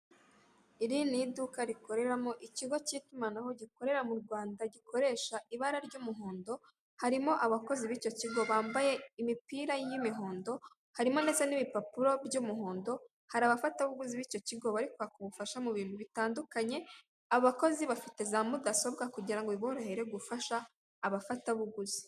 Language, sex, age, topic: Kinyarwanda, female, 36-49, finance